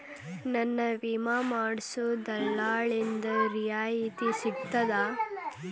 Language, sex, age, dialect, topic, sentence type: Kannada, male, 18-24, Dharwad Kannada, banking, question